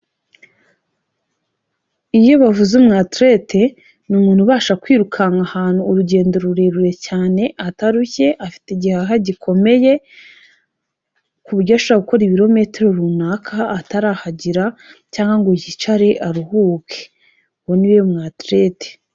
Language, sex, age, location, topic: Kinyarwanda, female, 25-35, Kigali, health